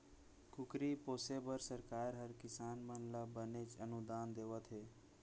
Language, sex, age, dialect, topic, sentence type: Chhattisgarhi, male, 56-60, Central, agriculture, statement